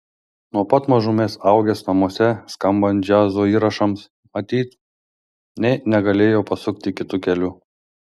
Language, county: Lithuanian, Šiauliai